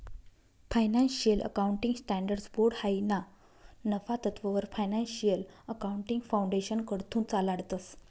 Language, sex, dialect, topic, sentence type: Marathi, female, Northern Konkan, banking, statement